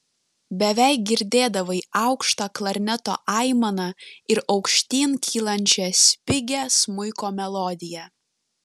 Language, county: Lithuanian, Panevėžys